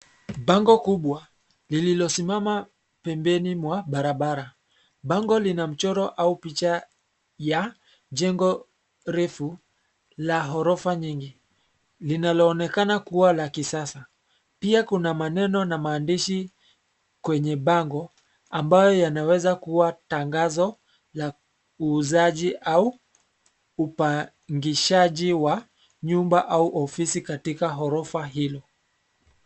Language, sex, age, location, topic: Swahili, male, 25-35, Nairobi, finance